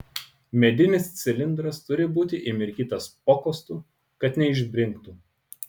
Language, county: Lithuanian, Utena